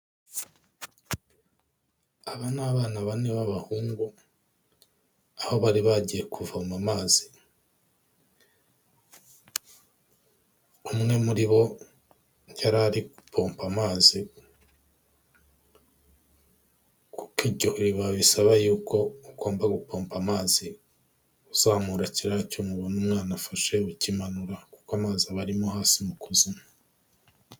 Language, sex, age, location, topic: Kinyarwanda, male, 25-35, Kigali, health